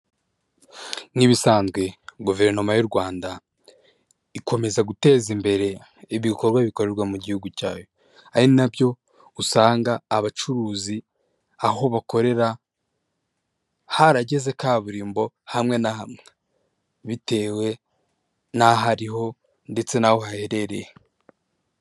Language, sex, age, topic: Kinyarwanda, male, 25-35, government